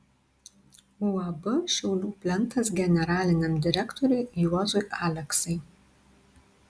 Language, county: Lithuanian, Tauragė